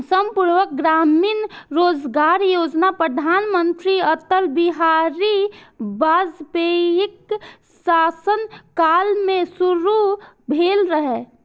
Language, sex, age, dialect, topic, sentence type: Maithili, female, 51-55, Eastern / Thethi, banking, statement